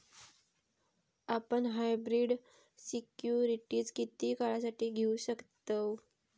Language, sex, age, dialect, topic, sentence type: Marathi, female, 25-30, Southern Konkan, banking, statement